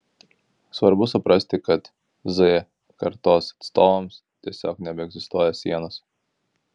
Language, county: Lithuanian, Kaunas